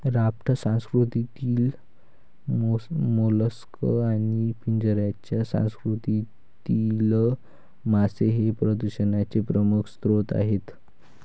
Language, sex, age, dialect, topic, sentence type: Marathi, male, 51-55, Varhadi, agriculture, statement